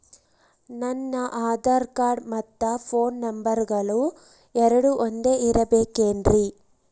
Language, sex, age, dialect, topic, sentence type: Kannada, female, 25-30, Central, banking, question